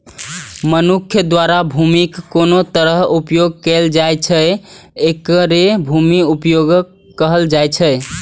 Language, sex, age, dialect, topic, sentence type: Maithili, male, 18-24, Eastern / Thethi, agriculture, statement